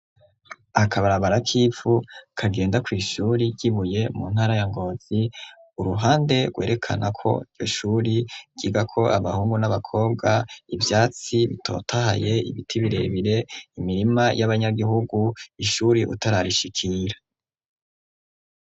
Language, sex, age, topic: Rundi, male, 25-35, education